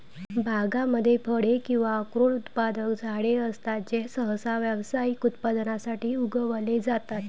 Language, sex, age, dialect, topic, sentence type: Marathi, female, 25-30, Varhadi, agriculture, statement